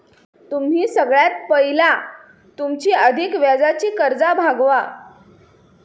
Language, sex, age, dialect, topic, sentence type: Marathi, female, 18-24, Southern Konkan, banking, statement